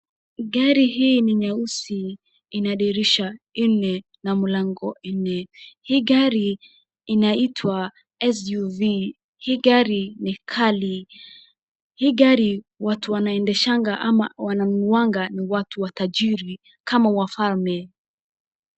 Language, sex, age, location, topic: Swahili, female, 25-35, Wajir, finance